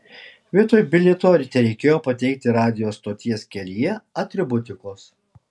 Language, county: Lithuanian, Alytus